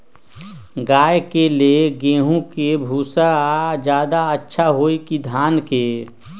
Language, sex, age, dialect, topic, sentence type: Magahi, male, 60-100, Western, agriculture, question